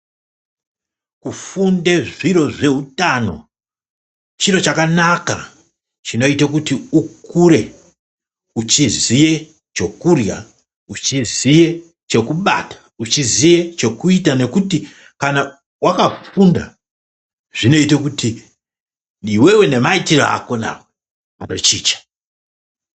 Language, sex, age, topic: Ndau, male, 50+, health